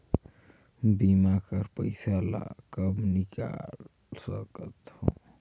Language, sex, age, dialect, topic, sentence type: Chhattisgarhi, male, 18-24, Northern/Bhandar, banking, question